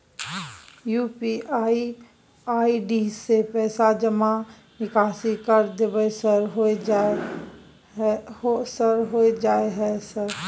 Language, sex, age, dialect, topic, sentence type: Maithili, female, 36-40, Bajjika, banking, question